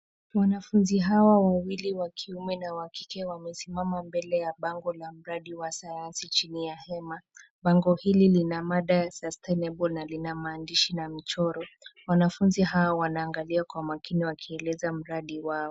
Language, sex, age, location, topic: Swahili, female, 25-35, Nairobi, education